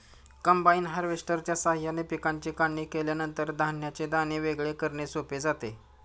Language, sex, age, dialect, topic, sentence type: Marathi, male, 60-100, Standard Marathi, agriculture, statement